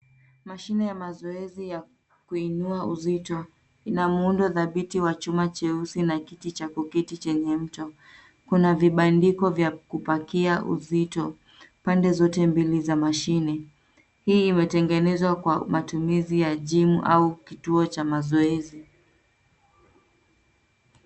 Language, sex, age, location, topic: Swahili, female, 18-24, Nairobi, health